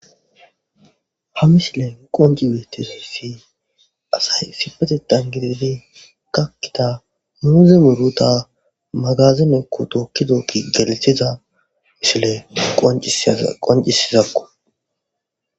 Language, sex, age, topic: Gamo, male, 18-24, agriculture